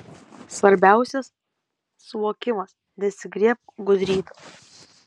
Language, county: Lithuanian, Kaunas